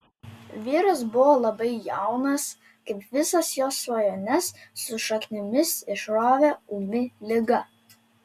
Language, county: Lithuanian, Telšiai